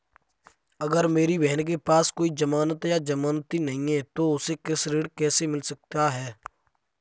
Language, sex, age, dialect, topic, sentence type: Hindi, male, 25-30, Kanauji Braj Bhasha, agriculture, statement